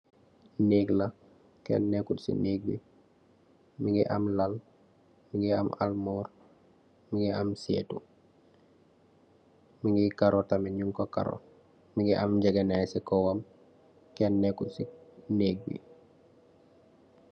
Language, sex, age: Wolof, male, 18-24